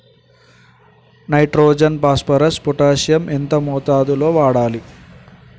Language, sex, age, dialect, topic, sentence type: Telugu, male, 18-24, Telangana, agriculture, question